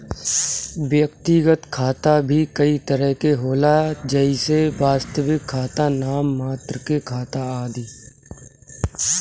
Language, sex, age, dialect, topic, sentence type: Bhojpuri, male, 31-35, Northern, banking, statement